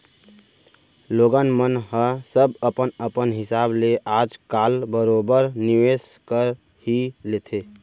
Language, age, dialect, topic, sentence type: Chhattisgarhi, 18-24, Central, banking, statement